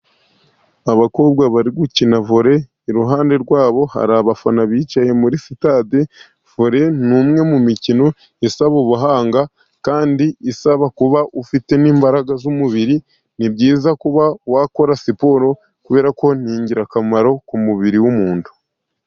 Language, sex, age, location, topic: Kinyarwanda, male, 50+, Musanze, government